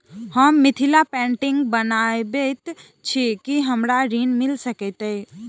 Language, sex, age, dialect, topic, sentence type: Maithili, female, 18-24, Southern/Standard, banking, question